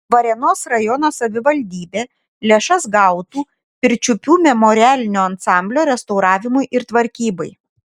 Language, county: Lithuanian, Šiauliai